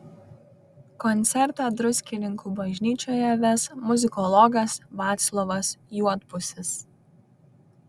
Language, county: Lithuanian, Kaunas